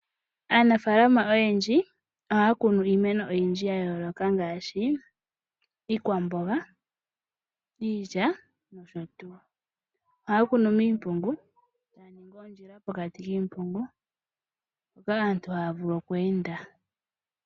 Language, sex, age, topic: Oshiwambo, female, 25-35, agriculture